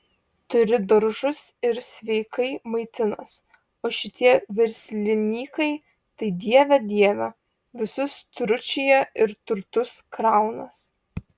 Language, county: Lithuanian, Vilnius